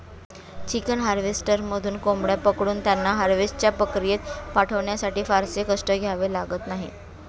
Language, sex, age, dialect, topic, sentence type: Marathi, female, 41-45, Standard Marathi, agriculture, statement